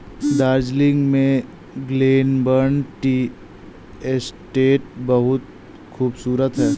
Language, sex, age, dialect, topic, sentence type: Hindi, male, 18-24, Awadhi Bundeli, agriculture, statement